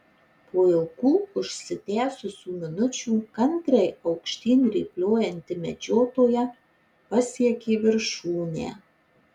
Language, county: Lithuanian, Marijampolė